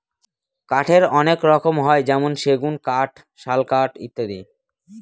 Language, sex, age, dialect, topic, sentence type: Bengali, male, <18, Northern/Varendri, agriculture, statement